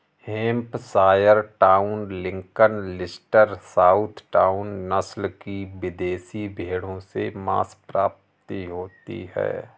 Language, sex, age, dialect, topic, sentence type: Hindi, male, 31-35, Awadhi Bundeli, agriculture, statement